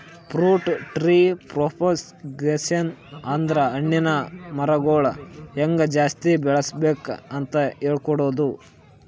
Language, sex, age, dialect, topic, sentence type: Kannada, male, 41-45, Northeastern, agriculture, statement